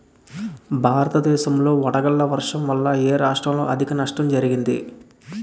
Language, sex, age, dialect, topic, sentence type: Telugu, male, 18-24, Utterandhra, agriculture, question